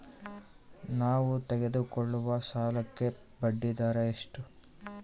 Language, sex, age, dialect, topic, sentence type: Kannada, male, 18-24, Central, banking, question